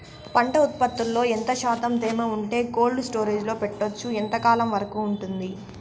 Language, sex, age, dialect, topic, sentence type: Telugu, female, 18-24, Southern, agriculture, question